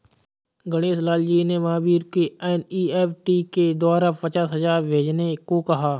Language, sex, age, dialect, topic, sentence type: Hindi, male, 25-30, Awadhi Bundeli, banking, statement